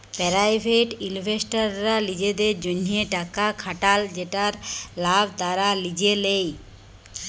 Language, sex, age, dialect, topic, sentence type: Bengali, female, 31-35, Jharkhandi, banking, statement